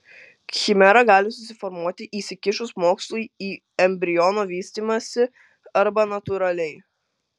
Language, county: Lithuanian, Kaunas